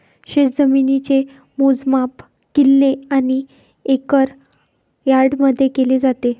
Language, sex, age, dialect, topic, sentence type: Marathi, female, 25-30, Varhadi, agriculture, statement